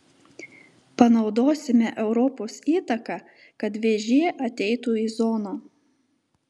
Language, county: Lithuanian, Telšiai